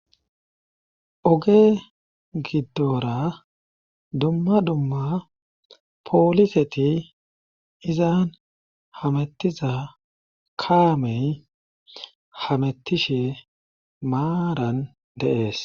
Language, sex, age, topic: Gamo, male, 36-49, government